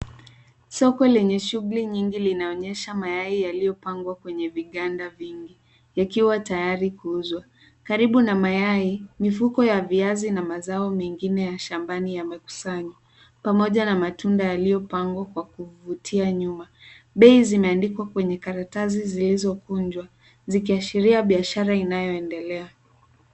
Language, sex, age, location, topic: Swahili, female, 18-24, Nairobi, finance